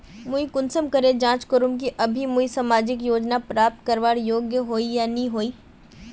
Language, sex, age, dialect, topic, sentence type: Magahi, female, 18-24, Northeastern/Surjapuri, banking, question